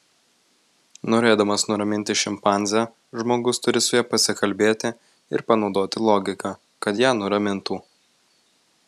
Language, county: Lithuanian, Vilnius